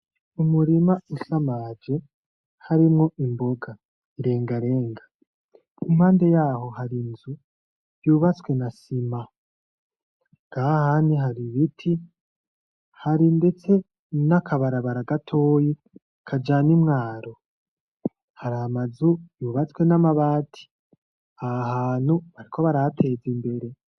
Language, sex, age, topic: Rundi, male, 18-24, agriculture